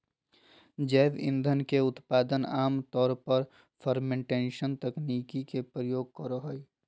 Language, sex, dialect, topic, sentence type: Magahi, male, Southern, agriculture, statement